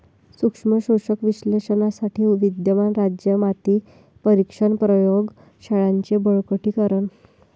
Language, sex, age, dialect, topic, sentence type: Marathi, female, 18-24, Varhadi, agriculture, statement